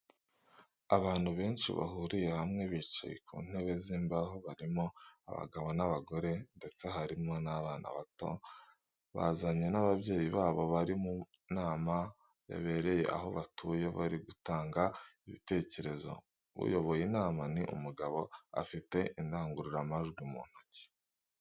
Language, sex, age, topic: Kinyarwanda, male, 18-24, education